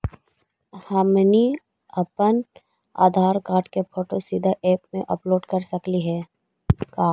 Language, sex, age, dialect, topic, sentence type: Magahi, female, 56-60, Central/Standard, banking, question